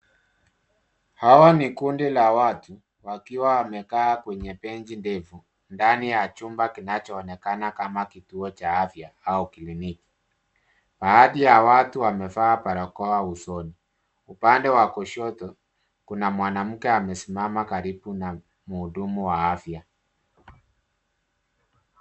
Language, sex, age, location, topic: Swahili, male, 36-49, Nairobi, health